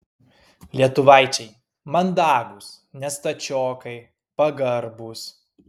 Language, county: Lithuanian, Kaunas